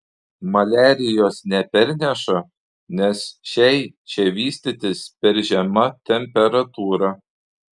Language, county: Lithuanian, Panevėžys